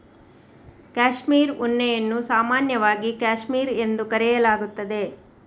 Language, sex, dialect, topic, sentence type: Kannada, female, Coastal/Dakshin, agriculture, statement